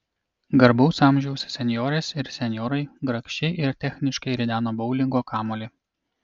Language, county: Lithuanian, Kaunas